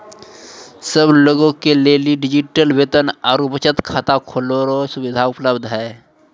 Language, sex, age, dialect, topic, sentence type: Maithili, male, 18-24, Angika, banking, statement